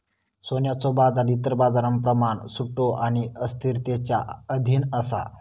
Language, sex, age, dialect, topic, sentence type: Marathi, male, 18-24, Southern Konkan, banking, statement